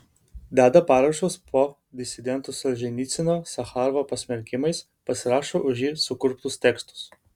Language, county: Lithuanian, Vilnius